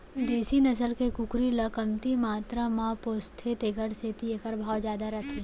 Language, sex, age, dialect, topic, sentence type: Chhattisgarhi, female, 56-60, Central, agriculture, statement